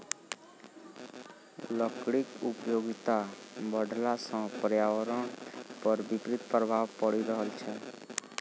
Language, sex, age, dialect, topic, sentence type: Maithili, male, 18-24, Southern/Standard, agriculture, statement